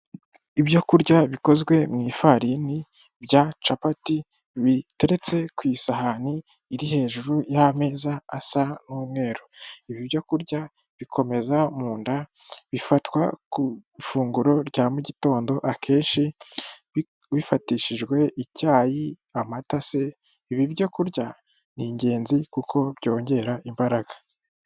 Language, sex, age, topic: Kinyarwanda, male, 18-24, finance